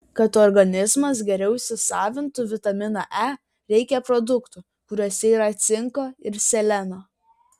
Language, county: Lithuanian, Vilnius